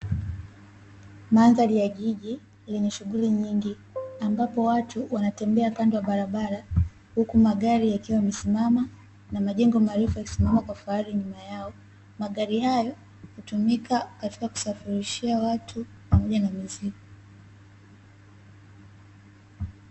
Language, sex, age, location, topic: Swahili, female, 18-24, Dar es Salaam, government